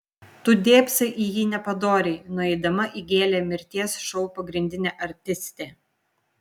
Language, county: Lithuanian, Vilnius